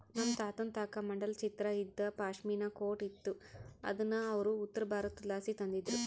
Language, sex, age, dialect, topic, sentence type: Kannada, female, 25-30, Central, agriculture, statement